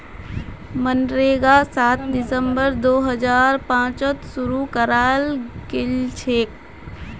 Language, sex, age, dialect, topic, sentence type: Magahi, female, 25-30, Northeastern/Surjapuri, banking, statement